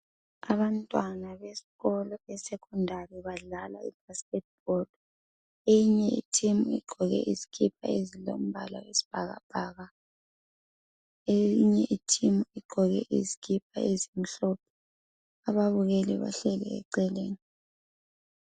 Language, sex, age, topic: North Ndebele, male, 25-35, education